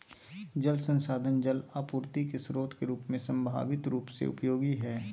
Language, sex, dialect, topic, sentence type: Magahi, male, Southern, agriculture, statement